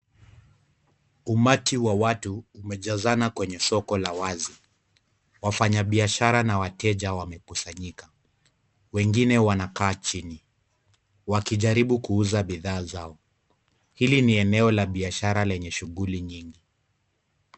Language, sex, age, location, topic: Swahili, male, 25-35, Kisumu, finance